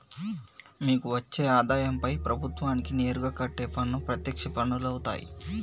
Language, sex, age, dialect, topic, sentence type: Telugu, male, 18-24, Telangana, banking, statement